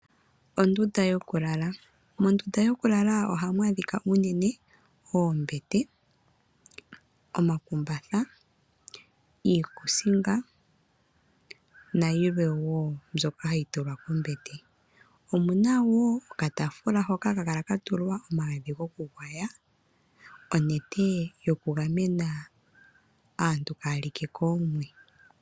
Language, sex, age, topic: Oshiwambo, female, 25-35, agriculture